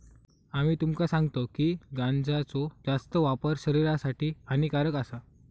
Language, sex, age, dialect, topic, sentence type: Marathi, male, 25-30, Southern Konkan, agriculture, statement